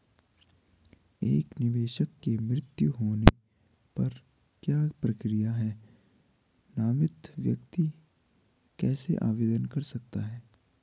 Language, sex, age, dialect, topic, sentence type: Hindi, male, 18-24, Garhwali, banking, question